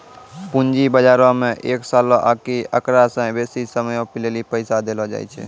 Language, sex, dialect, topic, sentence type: Maithili, male, Angika, banking, statement